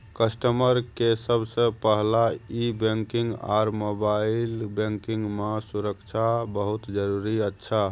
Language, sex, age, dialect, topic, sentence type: Maithili, male, 36-40, Bajjika, banking, question